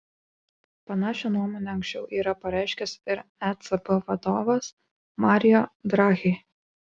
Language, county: Lithuanian, Kaunas